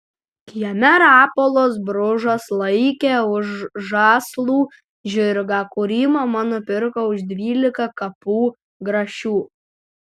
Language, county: Lithuanian, Utena